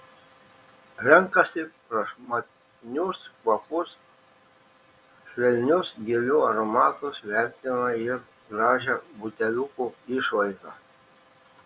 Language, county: Lithuanian, Šiauliai